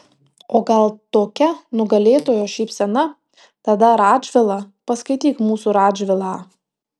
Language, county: Lithuanian, Tauragė